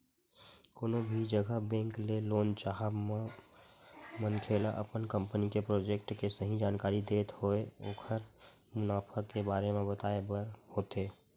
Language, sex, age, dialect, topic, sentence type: Chhattisgarhi, male, 25-30, Western/Budati/Khatahi, banking, statement